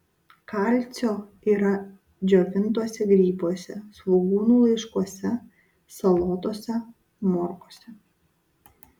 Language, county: Lithuanian, Utena